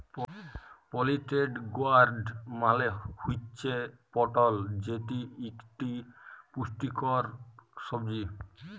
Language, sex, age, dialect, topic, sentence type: Bengali, male, 18-24, Jharkhandi, agriculture, statement